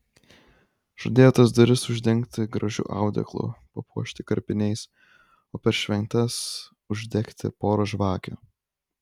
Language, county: Lithuanian, Kaunas